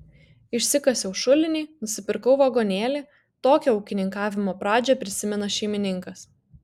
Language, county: Lithuanian, Kaunas